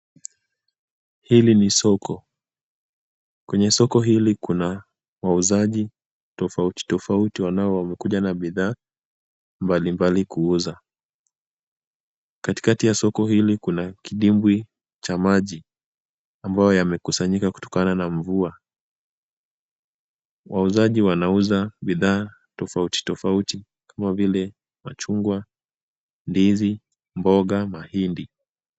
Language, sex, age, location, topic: Swahili, male, 25-35, Kisumu, finance